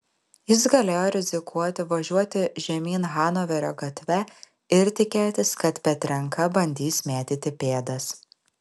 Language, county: Lithuanian, Alytus